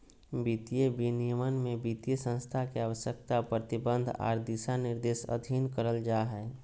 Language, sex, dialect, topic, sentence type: Magahi, male, Southern, banking, statement